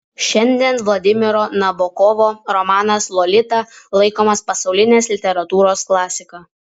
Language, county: Lithuanian, Vilnius